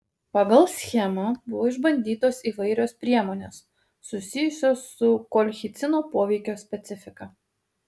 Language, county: Lithuanian, Kaunas